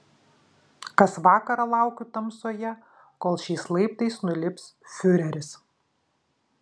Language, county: Lithuanian, Vilnius